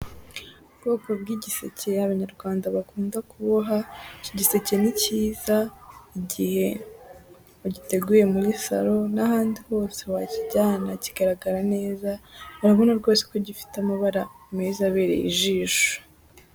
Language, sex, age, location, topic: Kinyarwanda, female, 18-24, Musanze, government